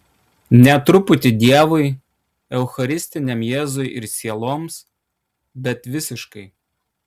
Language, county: Lithuanian, Kaunas